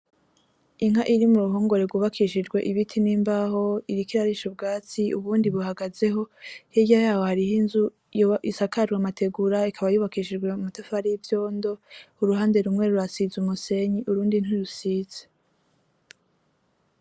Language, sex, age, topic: Rundi, female, 25-35, agriculture